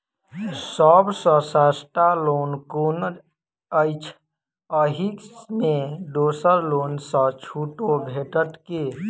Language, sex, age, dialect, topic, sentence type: Maithili, male, 18-24, Southern/Standard, banking, question